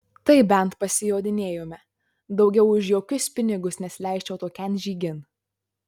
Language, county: Lithuanian, Marijampolė